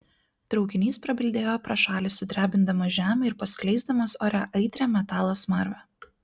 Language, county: Lithuanian, Klaipėda